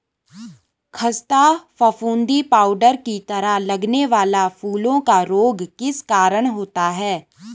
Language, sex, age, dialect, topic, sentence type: Hindi, female, 18-24, Garhwali, agriculture, statement